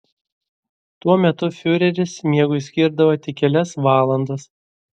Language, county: Lithuanian, Vilnius